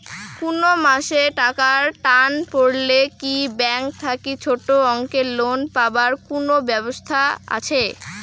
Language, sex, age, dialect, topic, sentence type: Bengali, female, 18-24, Rajbangshi, banking, question